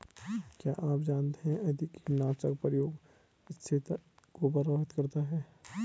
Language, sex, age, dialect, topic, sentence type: Hindi, male, 18-24, Garhwali, agriculture, statement